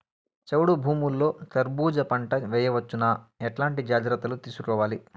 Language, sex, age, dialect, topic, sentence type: Telugu, male, 18-24, Southern, agriculture, question